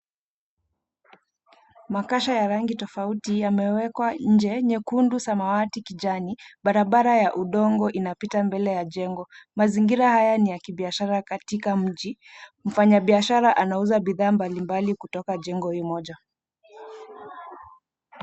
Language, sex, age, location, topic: Swahili, female, 25-35, Mombasa, finance